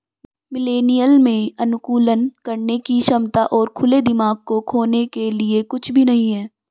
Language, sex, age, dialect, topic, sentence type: Hindi, female, 18-24, Marwari Dhudhari, banking, statement